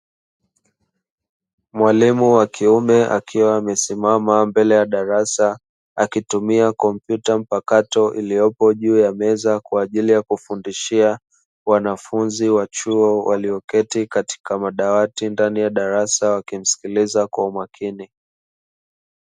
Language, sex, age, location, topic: Swahili, male, 25-35, Dar es Salaam, education